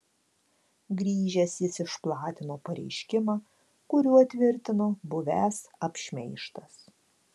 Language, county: Lithuanian, Klaipėda